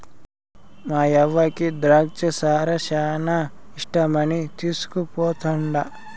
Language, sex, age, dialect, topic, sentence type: Telugu, male, 56-60, Southern, agriculture, statement